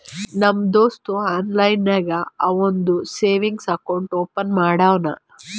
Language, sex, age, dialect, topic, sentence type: Kannada, female, 41-45, Northeastern, banking, statement